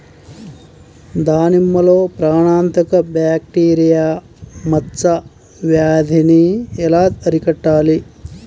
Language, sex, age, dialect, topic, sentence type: Telugu, male, 41-45, Central/Coastal, agriculture, question